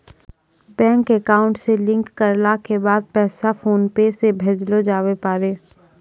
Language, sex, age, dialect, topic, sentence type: Maithili, female, 18-24, Angika, banking, statement